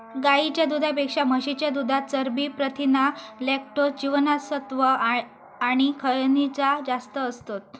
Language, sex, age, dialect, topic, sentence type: Marathi, female, 18-24, Southern Konkan, agriculture, statement